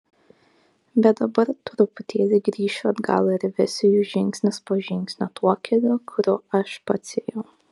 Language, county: Lithuanian, Kaunas